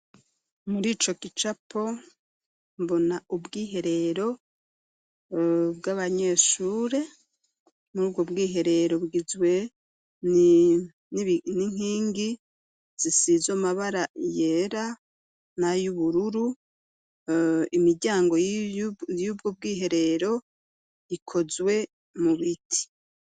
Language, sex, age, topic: Rundi, female, 36-49, education